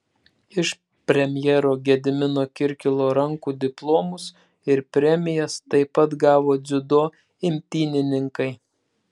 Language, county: Lithuanian, Klaipėda